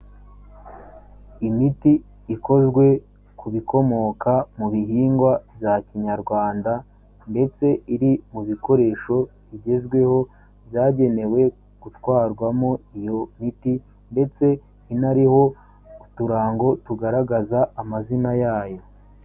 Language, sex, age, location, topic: Kinyarwanda, male, 18-24, Kigali, health